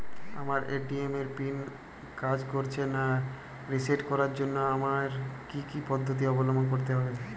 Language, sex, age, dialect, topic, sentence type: Bengali, male, 18-24, Jharkhandi, banking, question